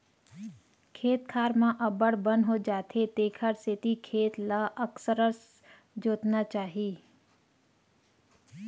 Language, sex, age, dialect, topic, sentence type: Chhattisgarhi, female, 31-35, Western/Budati/Khatahi, agriculture, statement